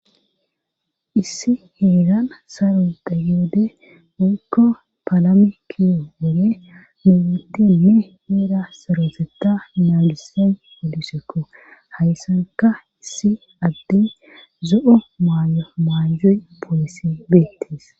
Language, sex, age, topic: Gamo, female, 18-24, government